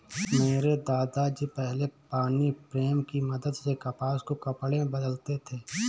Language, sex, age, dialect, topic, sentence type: Hindi, male, 25-30, Awadhi Bundeli, agriculture, statement